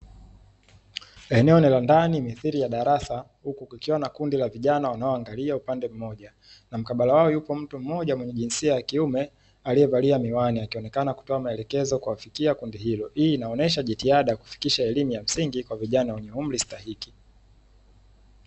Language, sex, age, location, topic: Swahili, male, 18-24, Dar es Salaam, education